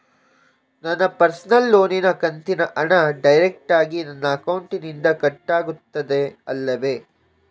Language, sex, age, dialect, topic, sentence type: Kannada, male, 18-24, Coastal/Dakshin, banking, question